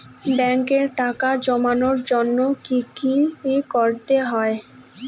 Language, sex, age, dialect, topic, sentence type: Bengali, male, 25-30, Rajbangshi, banking, question